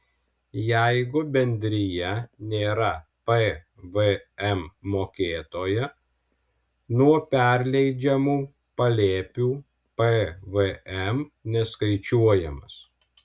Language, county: Lithuanian, Alytus